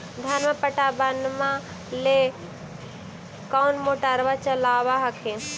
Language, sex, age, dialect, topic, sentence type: Magahi, female, 18-24, Central/Standard, agriculture, question